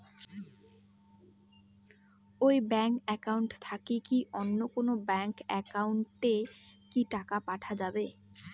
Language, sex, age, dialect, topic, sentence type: Bengali, female, 18-24, Rajbangshi, banking, question